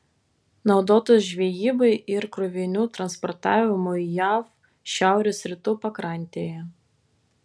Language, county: Lithuanian, Vilnius